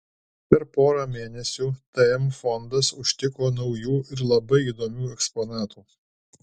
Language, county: Lithuanian, Alytus